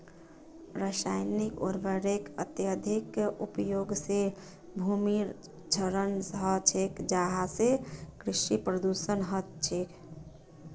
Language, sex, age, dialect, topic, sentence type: Magahi, female, 31-35, Northeastern/Surjapuri, agriculture, statement